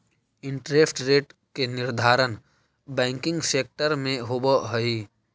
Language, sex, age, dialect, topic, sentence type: Magahi, male, 18-24, Central/Standard, banking, statement